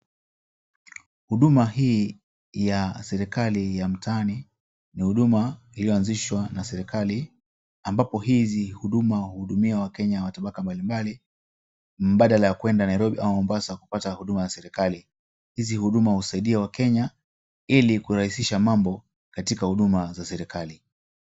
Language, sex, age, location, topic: Swahili, male, 36-49, Mombasa, government